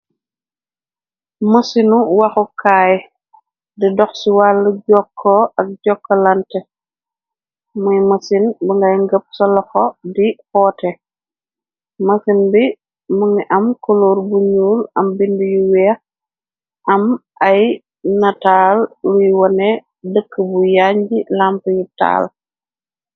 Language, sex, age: Wolof, female, 36-49